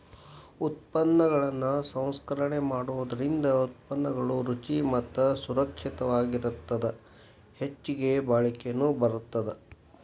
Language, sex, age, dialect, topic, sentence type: Kannada, male, 60-100, Dharwad Kannada, agriculture, statement